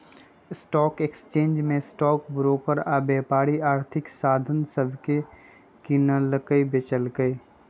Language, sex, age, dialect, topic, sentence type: Magahi, male, 25-30, Western, banking, statement